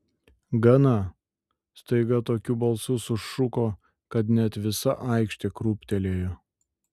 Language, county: Lithuanian, Šiauliai